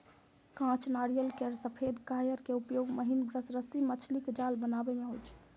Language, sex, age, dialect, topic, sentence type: Maithili, female, 25-30, Eastern / Thethi, agriculture, statement